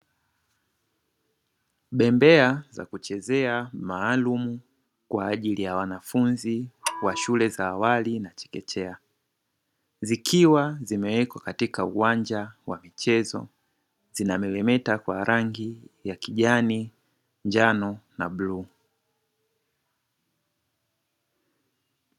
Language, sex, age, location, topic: Swahili, female, 25-35, Dar es Salaam, education